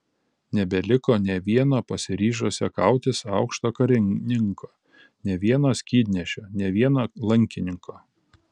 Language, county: Lithuanian, Panevėžys